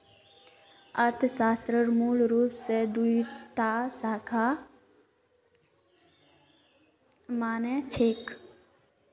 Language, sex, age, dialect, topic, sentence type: Magahi, female, 18-24, Northeastern/Surjapuri, banking, statement